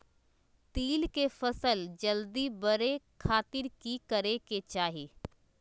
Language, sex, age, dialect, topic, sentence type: Magahi, female, 25-30, Southern, agriculture, question